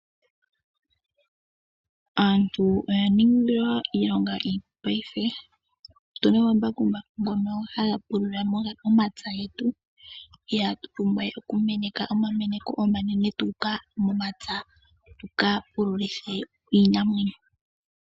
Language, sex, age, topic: Oshiwambo, female, 18-24, agriculture